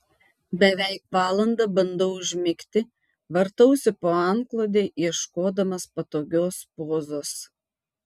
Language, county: Lithuanian, Tauragė